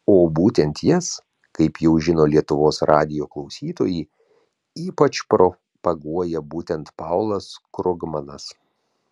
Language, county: Lithuanian, Vilnius